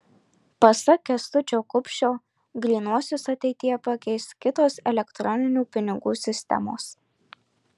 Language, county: Lithuanian, Marijampolė